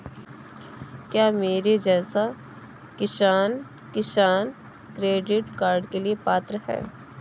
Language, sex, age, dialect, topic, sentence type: Hindi, female, 18-24, Awadhi Bundeli, agriculture, question